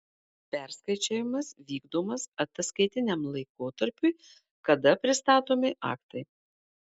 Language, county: Lithuanian, Marijampolė